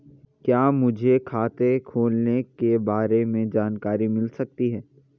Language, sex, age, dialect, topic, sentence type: Hindi, male, 41-45, Garhwali, banking, question